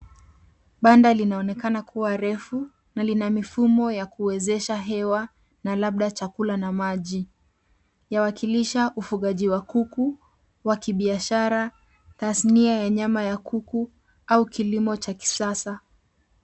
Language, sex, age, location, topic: Swahili, female, 18-24, Nairobi, agriculture